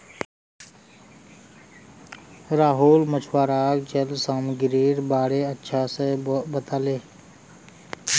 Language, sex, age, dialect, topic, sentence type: Magahi, male, 25-30, Northeastern/Surjapuri, agriculture, statement